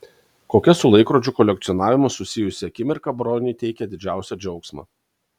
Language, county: Lithuanian, Kaunas